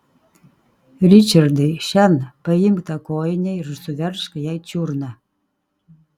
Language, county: Lithuanian, Kaunas